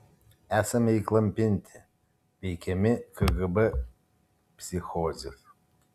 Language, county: Lithuanian, Kaunas